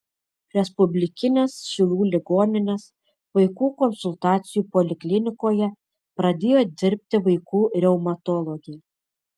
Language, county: Lithuanian, Šiauliai